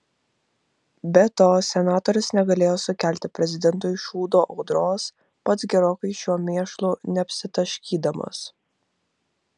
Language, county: Lithuanian, Vilnius